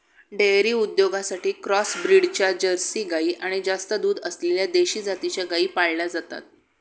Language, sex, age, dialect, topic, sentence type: Marathi, female, 36-40, Standard Marathi, agriculture, statement